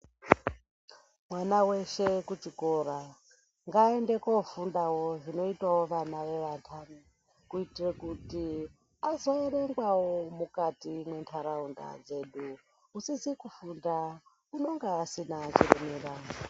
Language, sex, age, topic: Ndau, female, 50+, education